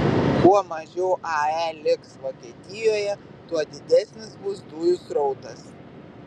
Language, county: Lithuanian, Vilnius